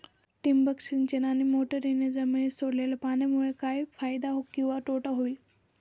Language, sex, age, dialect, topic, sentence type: Marathi, female, 18-24, Northern Konkan, agriculture, question